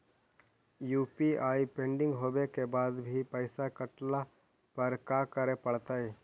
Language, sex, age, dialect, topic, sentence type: Magahi, male, 18-24, Central/Standard, banking, question